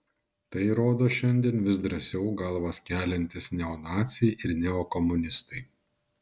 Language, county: Lithuanian, Šiauliai